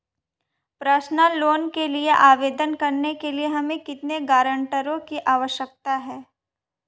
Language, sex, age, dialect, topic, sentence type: Hindi, female, 18-24, Marwari Dhudhari, banking, question